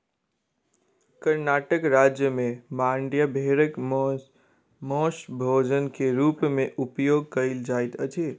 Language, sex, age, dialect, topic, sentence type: Maithili, male, 18-24, Southern/Standard, agriculture, statement